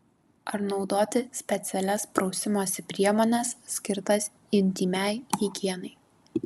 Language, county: Lithuanian, Kaunas